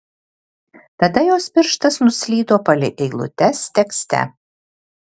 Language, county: Lithuanian, Alytus